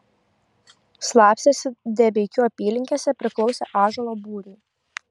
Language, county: Lithuanian, Kaunas